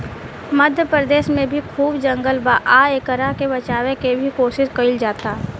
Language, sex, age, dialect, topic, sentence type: Bhojpuri, female, 18-24, Southern / Standard, agriculture, statement